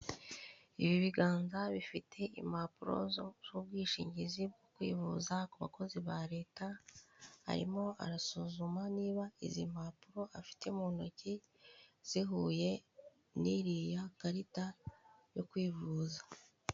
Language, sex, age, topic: Kinyarwanda, female, 36-49, finance